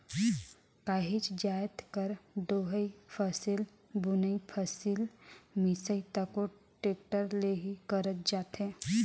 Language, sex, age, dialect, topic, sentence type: Chhattisgarhi, female, 25-30, Northern/Bhandar, agriculture, statement